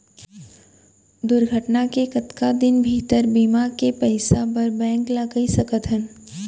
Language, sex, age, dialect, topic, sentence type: Chhattisgarhi, female, 18-24, Central, banking, question